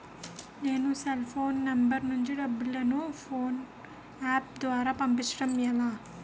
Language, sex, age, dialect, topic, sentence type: Telugu, female, 18-24, Utterandhra, banking, question